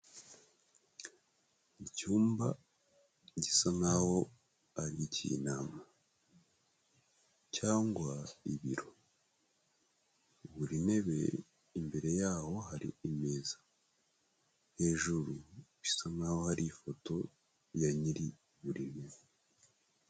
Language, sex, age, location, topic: Kinyarwanda, male, 25-35, Kigali, health